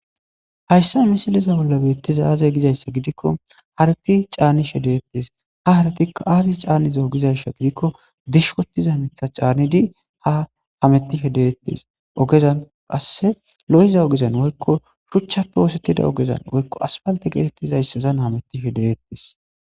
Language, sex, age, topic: Gamo, male, 18-24, agriculture